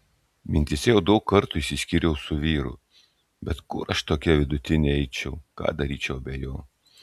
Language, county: Lithuanian, Klaipėda